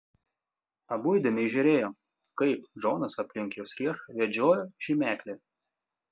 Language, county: Lithuanian, Panevėžys